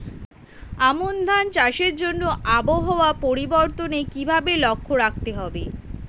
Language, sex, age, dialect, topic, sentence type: Bengali, female, 18-24, Standard Colloquial, agriculture, question